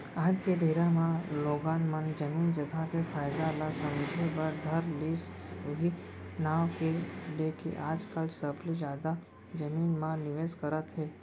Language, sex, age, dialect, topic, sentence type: Chhattisgarhi, male, 18-24, Central, banking, statement